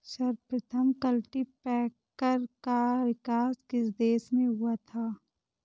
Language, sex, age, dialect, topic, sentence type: Hindi, female, 18-24, Awadhi Bundeli, agriculture, statement